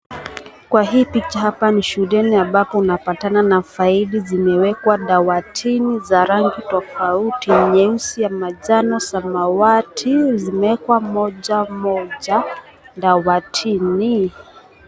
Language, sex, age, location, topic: Swahili, female, 25-35, Nakuru, education